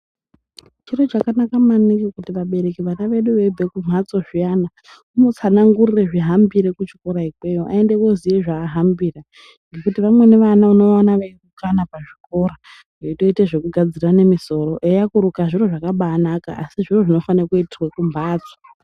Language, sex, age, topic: Ndau, female, 18-24, education